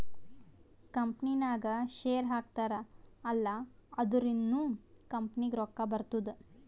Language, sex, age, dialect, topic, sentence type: Kannada, female, 18-24, Northeastern, banking, statement